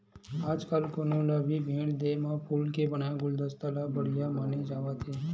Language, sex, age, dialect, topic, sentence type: Chhattisgarhi, male, 18-24, Western/Budati/Khatahi, agriculture, statement